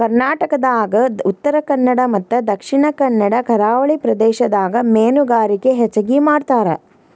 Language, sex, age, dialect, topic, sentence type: Kannada, female, 31-35, Dharwad Kannada, agriculture, statement